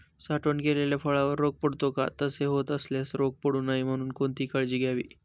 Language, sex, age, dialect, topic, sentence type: Marathi, male, 25-30, Northern Konkan, agriculture, question